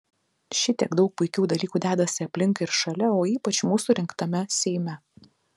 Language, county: Lithuanian, Telšiai